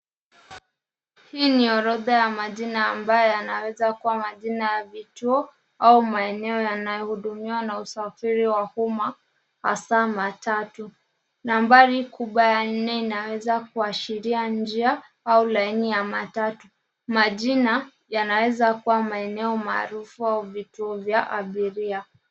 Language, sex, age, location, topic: Swahili, female, 25-35, Nairobi, government